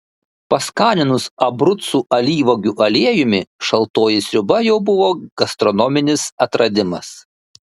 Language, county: Lithuanian, Šiauliai